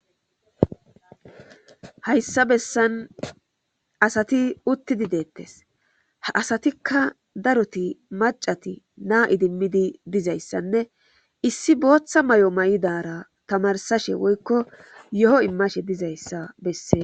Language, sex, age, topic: Gamo, female, 25-35, government